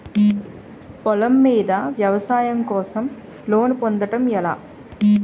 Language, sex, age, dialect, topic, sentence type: Telugu, female, 25-30, Utterandhra, banking, question